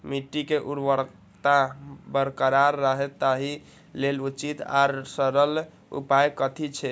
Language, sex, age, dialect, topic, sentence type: Maithili, male, 31-35, Eastern / Thethi, agriculture, question